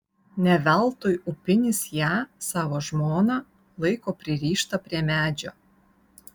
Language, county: Lithuanian, Vilnius